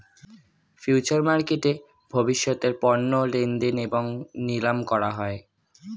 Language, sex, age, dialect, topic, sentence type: Bengali, male, 18-24, Standard Colloquial, banking, statement